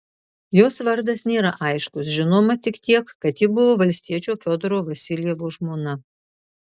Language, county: Lithuanian, Marijampolė